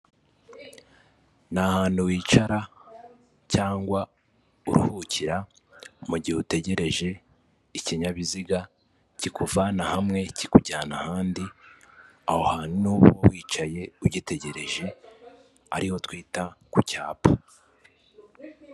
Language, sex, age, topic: Kinyarwanda, male, 18-24, government